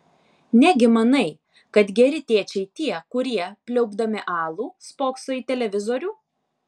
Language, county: Lithuanian, Alytus